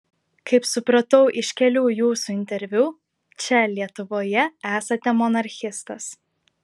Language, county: Lithuanian, Klaipėda